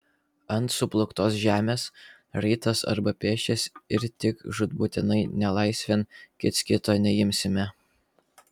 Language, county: Lithuanian, Vilnius